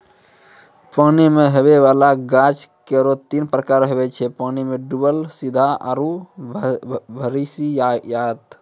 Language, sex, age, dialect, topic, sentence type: Maithili, male, 18-24, Angika, agriculture, statement